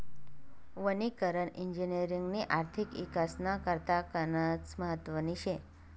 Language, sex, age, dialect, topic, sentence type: Marathi, male, 18-24, Northern Konkan, agriculture, statement